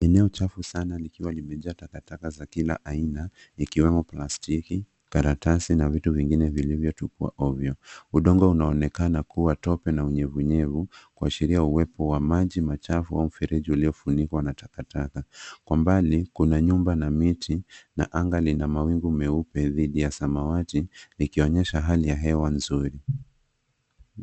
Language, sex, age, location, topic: Swahili, male, 18-24, Nairobi, government